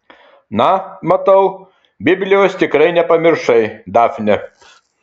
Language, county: Lithuanian, Kaunas